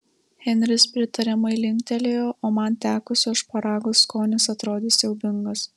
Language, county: Lithuanian, Marijampolė